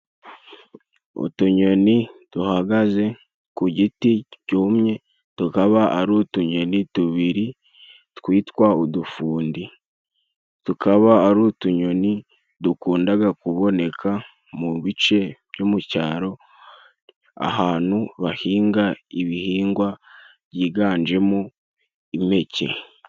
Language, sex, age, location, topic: Kinyarwanda, male, 18-24, Musanze, agriculture